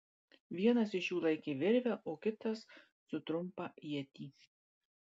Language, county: Lithuanian, Marijampolė